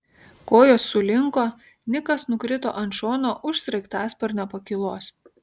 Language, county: Lithuanian, Kaunas